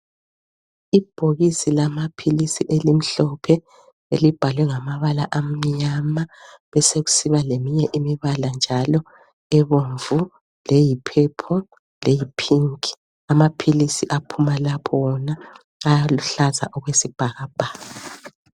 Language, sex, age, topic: North Ndebele, female, 50+, health